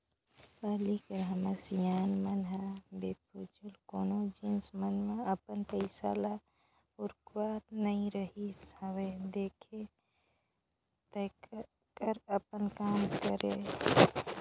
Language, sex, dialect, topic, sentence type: Chhattisgarhi, female, Northern/Bhandar, banking, statement